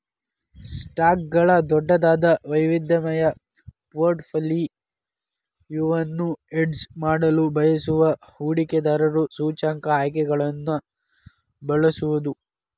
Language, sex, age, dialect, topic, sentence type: Kannada, male, 18-24, Dharwad Kannada, banking, statement